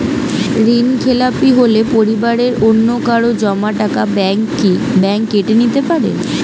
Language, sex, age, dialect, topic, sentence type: Bengali, female, 18-24, Western, banking, question